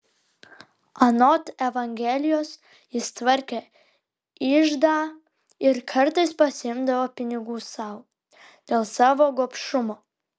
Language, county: Lithuanian, Vilnius